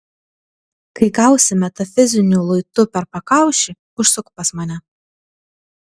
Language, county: Lithuanian, Vilnius